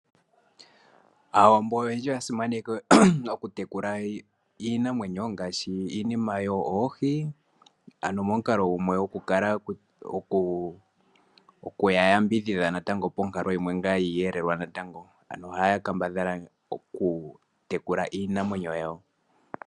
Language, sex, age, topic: Oshiwambo, male, 25-35, agriculture